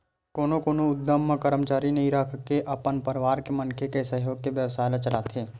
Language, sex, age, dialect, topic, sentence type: Chhattisgarhi, male, 18-24, Western/Budati/Khatahi, banking, statement